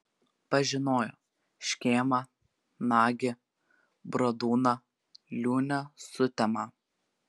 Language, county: Lithuanian, Telšiai